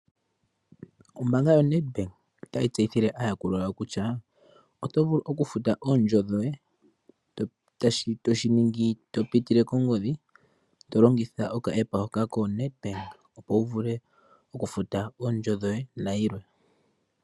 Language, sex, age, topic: Oshiwambo, male, 18-24, finance